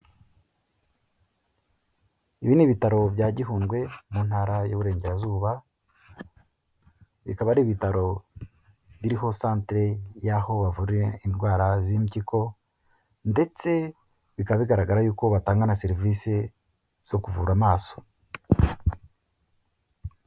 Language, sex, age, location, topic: Kinyarwanda, male, 36-49, Kigali, health